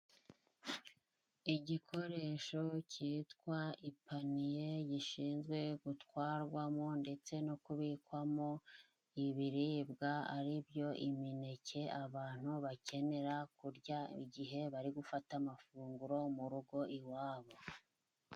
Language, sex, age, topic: Kinyarwanda, female, 25-35, agriculture